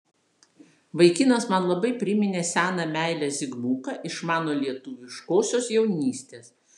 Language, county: Lithuanian, Vilnius